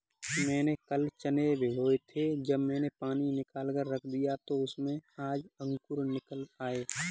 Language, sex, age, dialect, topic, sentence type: Hindi, male, 18-24, Kanauji Braj Bhasha, agriculture, statement